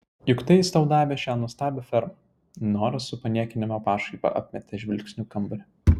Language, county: Lithuanian, Vilnius